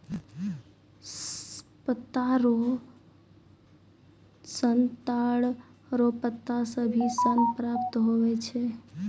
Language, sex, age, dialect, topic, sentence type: Maithili, female, 18-24, Angika, agriculture, statement